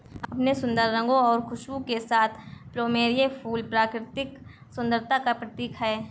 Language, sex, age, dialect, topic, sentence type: Hindi, female, 18-24, Awadhi Bundeli, agriculture, statement